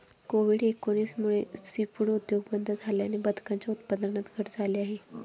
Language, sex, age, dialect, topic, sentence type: Marathi, female, 25-30, Standard Marathi, agriculture, statement